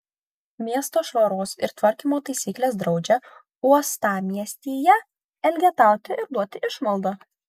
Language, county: Lithuanian, Kaunas